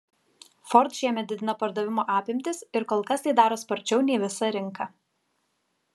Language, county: Lithuanian, Kaunas